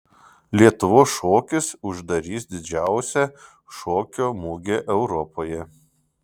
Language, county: Lithuanian, Šiauliai